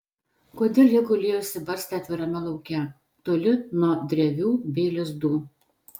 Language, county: Lithuanian, Telšiai